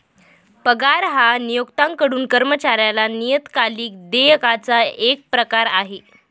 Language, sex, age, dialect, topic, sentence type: Marathi, female, 18-24, Northern Konkan, banking, statement